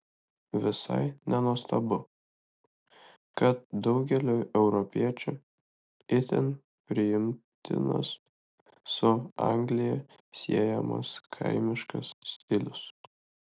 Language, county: Lithuanian, Kaunas